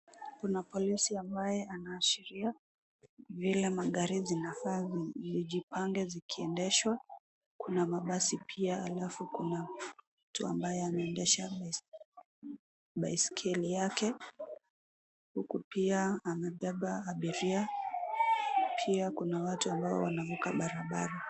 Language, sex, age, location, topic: Swahili, female, 18-24, Nairobi, government